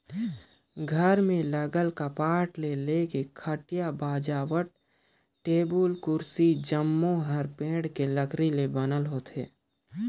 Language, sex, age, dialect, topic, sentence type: Chhattisgarhi, male, 18-24, Northern/Bhandar, agriculture, statement